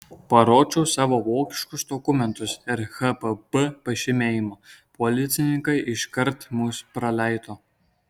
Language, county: Lithuanian, Kaunas